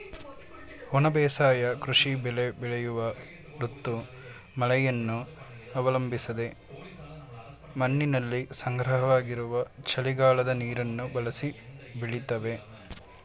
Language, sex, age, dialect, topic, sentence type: Kannada, male, 18-24, Mysore Kannada, agriculture, statement